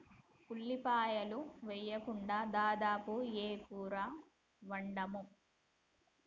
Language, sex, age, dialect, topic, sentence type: Telugu, female, 18-24, Telangana, agriculture, statement